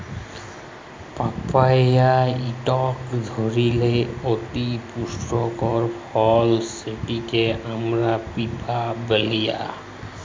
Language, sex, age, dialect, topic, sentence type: Bengali, male, 25-30, Jharkhandi, agriculture, statement